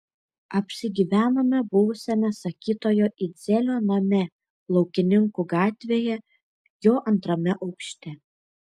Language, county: Lithuanian, Šiauliai